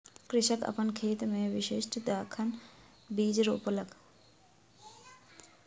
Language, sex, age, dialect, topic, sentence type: Maithili, female, 51-55, Southern/Standard, agriculture, statement